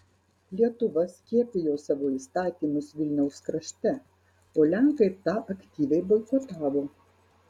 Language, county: Lithuanian, Marijampolė